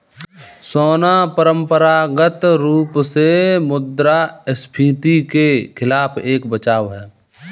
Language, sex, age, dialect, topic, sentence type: Hindi, male, 18-24, Kanauji Braj Bhasha, banking, statement